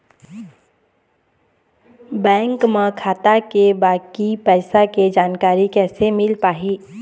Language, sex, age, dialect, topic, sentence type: Chhattisgarhi, female, 18-24, Eastern, banking, question